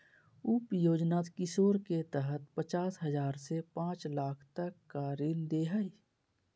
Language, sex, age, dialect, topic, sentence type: Magahi, male, 36-40, Southern, banking, statement